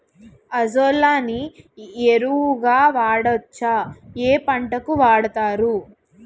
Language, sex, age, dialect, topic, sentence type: Telugu, female, 18-24, Utterandhra, agriculture, question